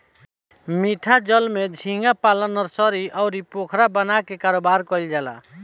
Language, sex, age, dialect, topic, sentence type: Bhojpuri, male, 25-30, Southern / Standard, agriculture, statement